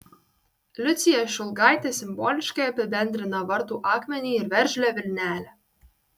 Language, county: Lithuanian, Kaunas